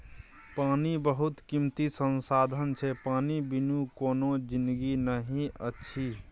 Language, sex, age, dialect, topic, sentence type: Maithili, male, 18-24, Bajjika, agriculture, statement